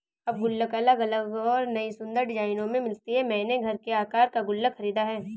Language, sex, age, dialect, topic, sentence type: Hindi, female, 18-24, Awadhi Bundeli, banking, statement